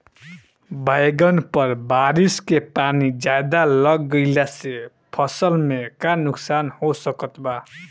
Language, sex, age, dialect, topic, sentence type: Bhojpuri, male, 18-24, Southern / Standard, agriculture, question